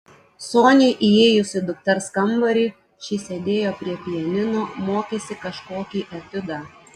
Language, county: Lithuanian, Klaipėda